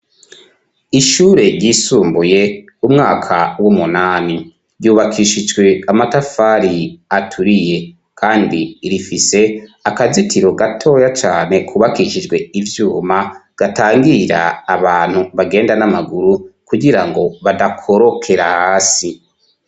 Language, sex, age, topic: Rundi, male, 25-35, education